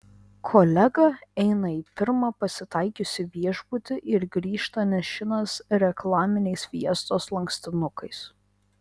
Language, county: Lithuanian, Vilnius